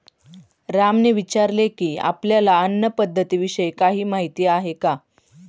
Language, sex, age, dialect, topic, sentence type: Marathi, female, 31-35, Standard Marathi, agriculture, statement